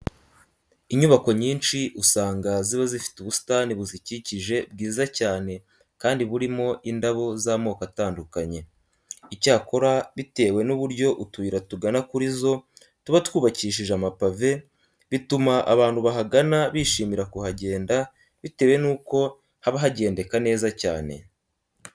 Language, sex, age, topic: Kinyarwanda, male, 18-24, education